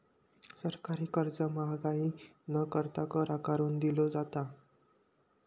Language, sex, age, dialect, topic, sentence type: Marathi, male, 51-55, Southern Konkan, banking, statement